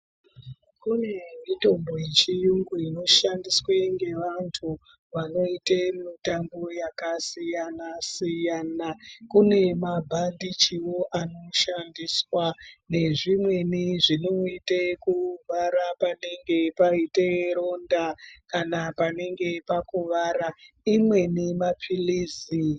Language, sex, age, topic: Ndau, female, 25-35, health